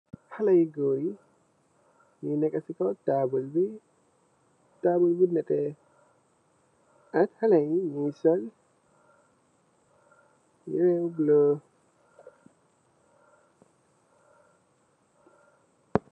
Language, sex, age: Wolof, male, 18-24